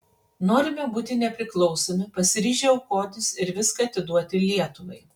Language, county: Lithuanian, Panevėžys